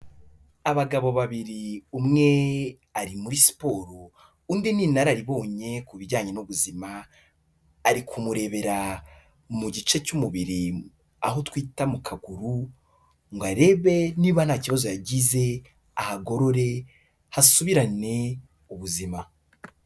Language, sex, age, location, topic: Kinyarwanda, male, 18-24, Kigali, health